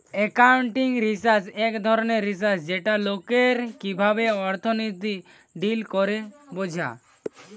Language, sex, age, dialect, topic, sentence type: Bengali, male, <18, Western, banking, statement